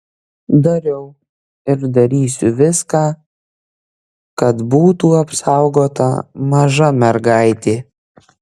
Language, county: Lithuanian, Kaunas